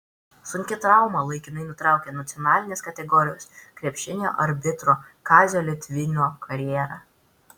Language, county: Lithuanian, Vilnius